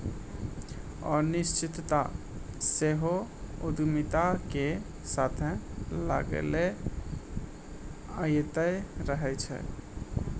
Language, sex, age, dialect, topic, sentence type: Maithili, male, 25-30, Angika, banking, statement